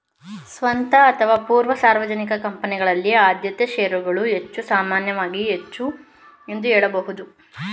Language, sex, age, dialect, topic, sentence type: Kannada, male, 25-30, Mysore Kannada, banking, statement